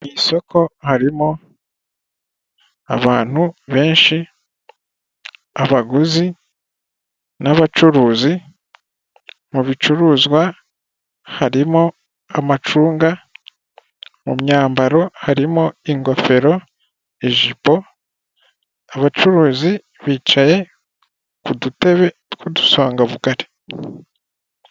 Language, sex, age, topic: Kinyarwanda, male, 18-24, finance